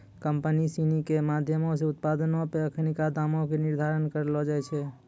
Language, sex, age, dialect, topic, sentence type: Maithili, male, 25-30, Angika, banking, statement